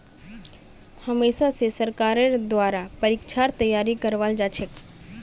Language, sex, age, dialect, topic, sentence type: Magahi, female, 18-24, Northeastern/Surjapuri, banking, statement